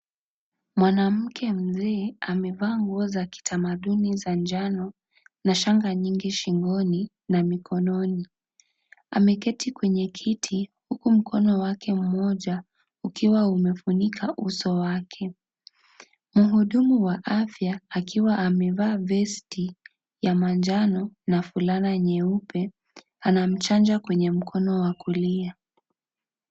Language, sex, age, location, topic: Swahili, female, 25-35, Kisii, health